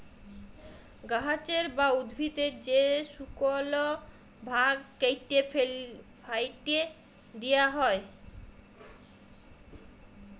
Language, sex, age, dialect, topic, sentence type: Bengali, female, 25-30, Jharkhandi, agriculture, statement